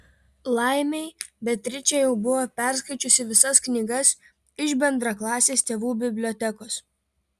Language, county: Lithuanian, Vilnius